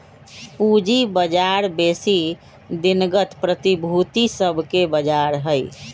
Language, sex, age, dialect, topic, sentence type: Magahi, male, 41-45, Western, banking, statement